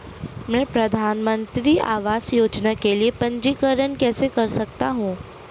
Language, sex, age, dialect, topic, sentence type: Hindi, female, 18-24, Marwari Dhudhari, banking, question